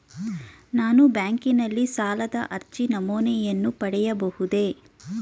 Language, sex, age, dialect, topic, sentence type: Kannada, female, 25-30, Mysore Kannada, banking, question